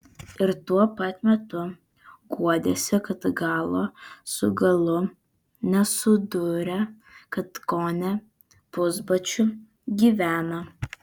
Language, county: Lithuanian, Vilnius